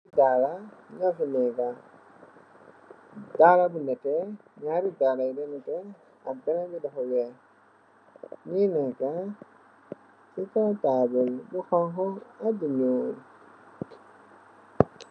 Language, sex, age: Wolof, male, 18-24